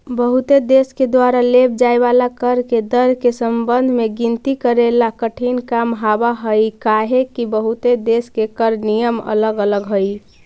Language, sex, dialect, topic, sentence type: Magahi, female, Central/Standard, banking, statement